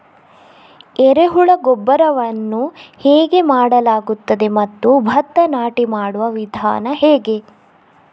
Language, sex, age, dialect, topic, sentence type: Kannada, female, 25-30, Coastal/Dakshin, agriculture, question